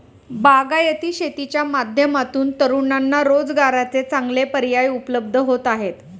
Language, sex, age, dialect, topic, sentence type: Marathi, female, 36-40, Standard Marathi, agriculture, statement